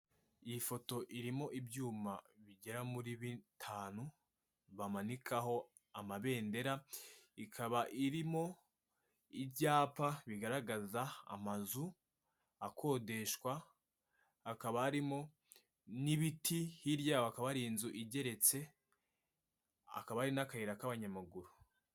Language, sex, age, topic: Kinyarwanda, male, 18-24, finance